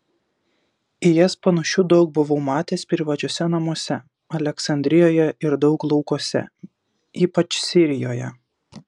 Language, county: Lithuanian, Kaunas